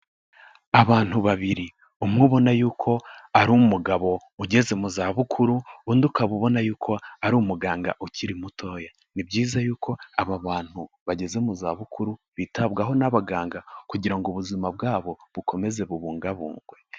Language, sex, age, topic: Kinyarwanda, male, 18-24, health